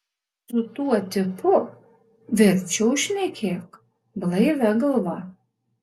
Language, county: Lithuanian, Alytus